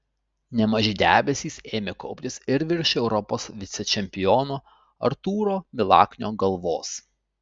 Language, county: Lithuanian, Utena